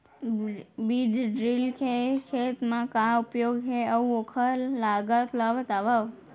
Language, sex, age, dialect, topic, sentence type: Chhattisgarhi, female, 18-24, Central, agriculture, question